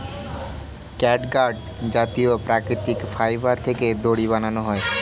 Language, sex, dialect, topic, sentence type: Bengali, male, Standard Colloquial, agriculture, statement